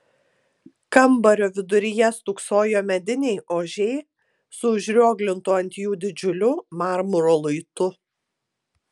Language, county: Lithuanian, Tauragė